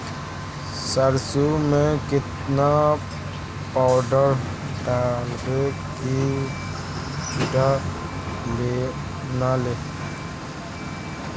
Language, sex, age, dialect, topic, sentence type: Magahi, female, 18-24, Central/Standard, agriculture, question